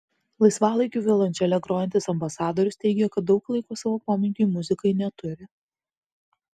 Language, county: Lithuanian, Vilnius